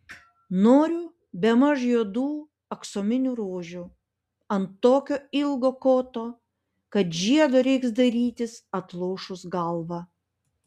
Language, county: Lithuanian, Panevėžys